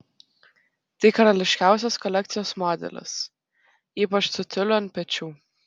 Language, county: Lithuanian, Telšiai